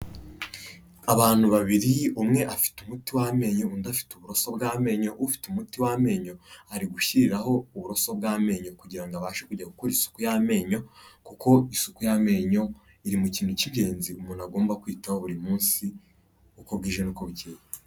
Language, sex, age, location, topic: Kinyarwanda, male, 25-35, Kigali, health